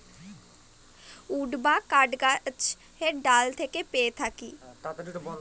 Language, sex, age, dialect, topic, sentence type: Bengali, female, 60-100, Northern/Varendri, agriculture, statement